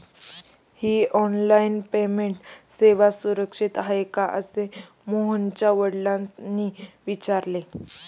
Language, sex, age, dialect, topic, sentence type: Marathi, female, 18-24, Standard Marathi, banking, statement